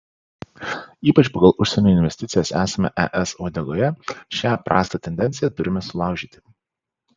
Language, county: Lithuanian, Panevėžys